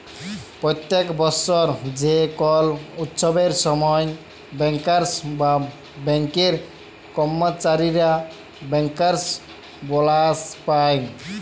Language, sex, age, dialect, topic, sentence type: Bengali, male, 18-24, Jharkhandi, banking, statement